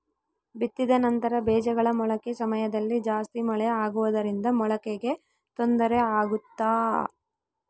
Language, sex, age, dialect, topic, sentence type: Kannada, female, 25-30, Central, agriculture, question